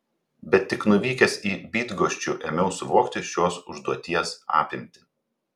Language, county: Lithuanian, Telšiai